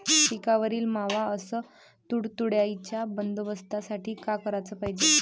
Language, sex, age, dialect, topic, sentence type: Marathi, male, 25-30, Varhadi, agriculture, question